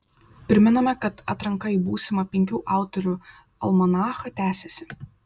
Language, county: Lithuanian, Šiauliai